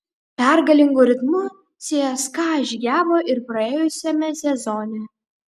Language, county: Lithuanian, Šiauliai